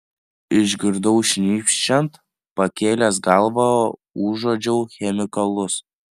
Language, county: Lithuanian, Panevėžys